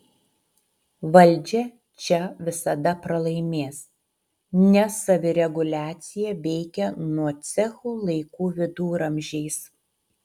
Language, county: Lithuanian, Utena